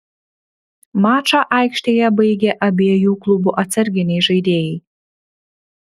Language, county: Lithuanian, Panevėžys